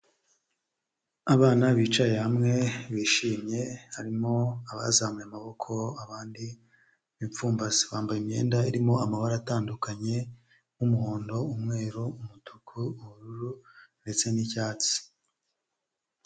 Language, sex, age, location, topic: Kinyarwanda, male, 25-35, Huye, health